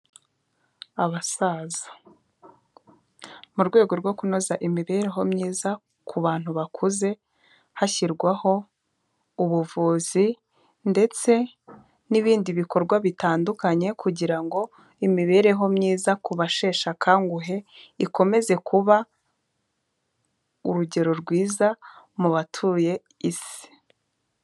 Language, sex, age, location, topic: Kinyarwanda, female, 25-35, Kigali, health